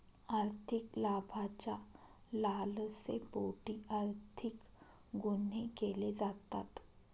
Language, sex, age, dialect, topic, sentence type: Marathi, female, 25-30, Northern Konkan, banking, statement